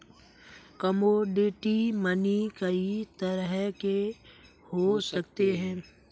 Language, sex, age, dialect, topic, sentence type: Hindi, male, 18-24, Kanauji Braj Bhasha, banking, statement